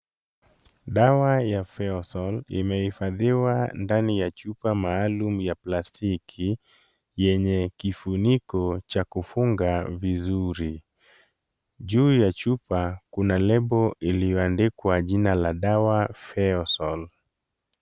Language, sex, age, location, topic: Swahili, male, 25-35, Kisumu, health